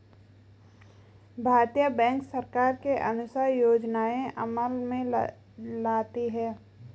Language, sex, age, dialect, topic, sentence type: Hindi, female, 25-30, Garhwali, banking, statement